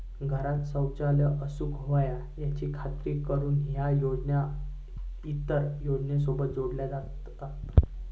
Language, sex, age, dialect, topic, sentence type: Marathi, male, 18-24, Southern Konkan, banking, statement